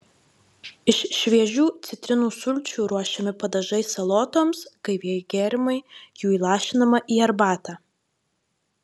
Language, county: Lithuanian, Marijampolė